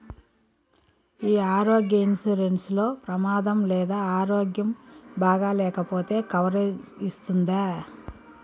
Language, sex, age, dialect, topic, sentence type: Telugu, female, 41-45, Southern, banking, question